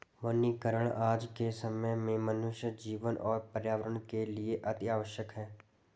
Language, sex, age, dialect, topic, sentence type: Hindi, male, 18-24, Garhwali, agriculture, statement